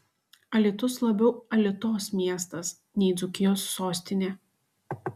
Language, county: Lithuanian, Šiauliai